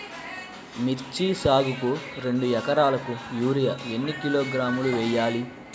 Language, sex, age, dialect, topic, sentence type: Telugu, male, 18-24, Central/Coastal, agriculture, question